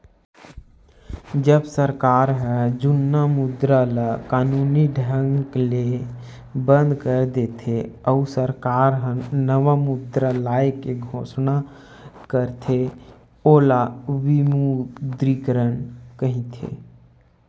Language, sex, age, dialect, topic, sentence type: Chhattisgarhi, male, 25-30, Western/Budati/Khatahi, banking, statement